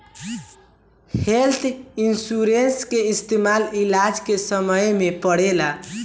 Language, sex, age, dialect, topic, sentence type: Bhojpuri, male, <18, Southern / Standard, banking, statement